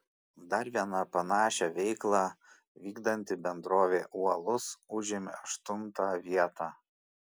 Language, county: Lithuanian, Šiauliai